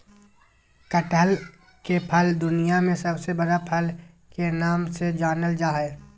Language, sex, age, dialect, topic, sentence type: Magahi, male, 18-24, Southern, agriculture, statement